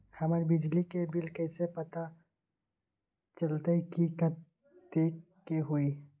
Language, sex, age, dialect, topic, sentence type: Magahi, male, 25-30, Western, banking, question